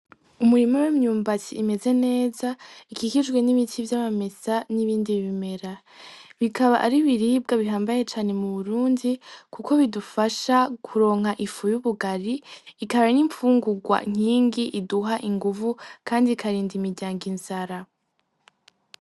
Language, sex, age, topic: Rundi, female, 18-24, agriculture